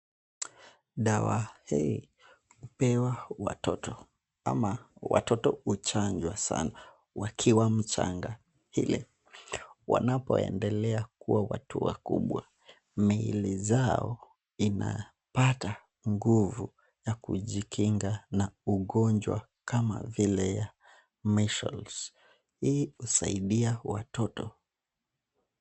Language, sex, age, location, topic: Swahili, male, 25-35, Nakuru, health